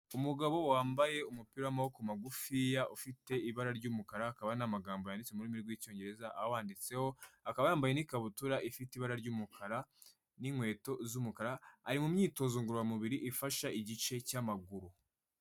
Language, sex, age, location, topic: Kinyarwanda, female, 25-35, Kigali, health